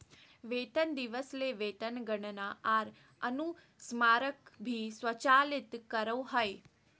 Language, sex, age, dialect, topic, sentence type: Magahi, female, 18-24, Southern, banking, statement